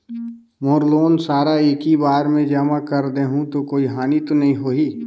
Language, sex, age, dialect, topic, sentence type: Chhattisgarhi, male, 31-35, Northern/Bhandar, banking, question